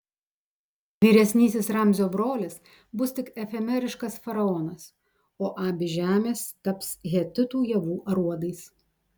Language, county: Lithuanian, Telšiai